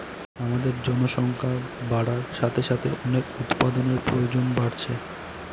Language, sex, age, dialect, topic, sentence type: Bengali, male, 18-24, Northern/Varendri, agriculture, statement